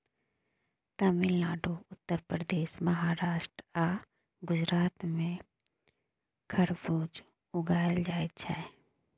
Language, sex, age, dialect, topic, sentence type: Maithili, female, 31-35, Bajjika, agriculture, statement